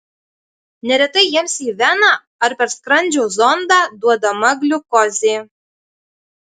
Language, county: Lithuanian, Marijampolė